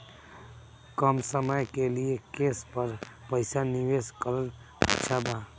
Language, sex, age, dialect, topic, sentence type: Bhojpuri, male, <18, Northern, banking, question